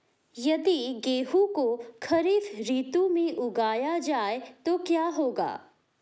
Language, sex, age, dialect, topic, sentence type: Hindi, female, 18-24, Hindustani Malvi Khadi Boli, agriculture, question